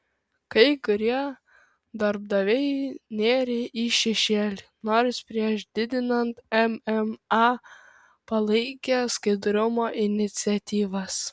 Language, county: Lithuanian, Kaunas